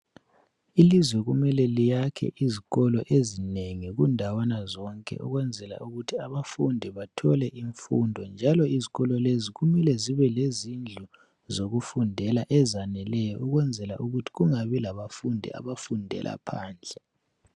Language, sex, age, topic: North Ndebele, male, 18-24, education